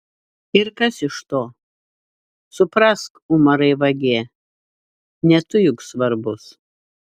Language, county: Lithuanian, Šiauliai